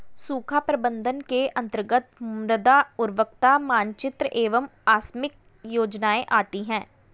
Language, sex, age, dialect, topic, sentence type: Hindi, female, 25-30, Hindustani Malvi Khadi Boli, agriculture, statement